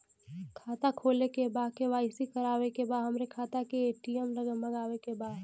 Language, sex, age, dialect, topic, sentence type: Bhojpuri, female, 18-24, Western, banking, question